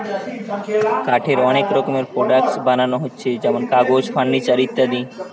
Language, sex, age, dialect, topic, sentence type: Bengali, male, 18-24, Western, agriculture, statement